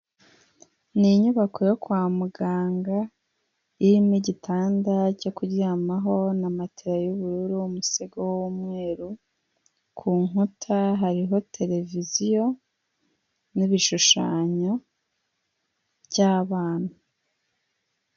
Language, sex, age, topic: Kinyarwanda, female, 18-24, health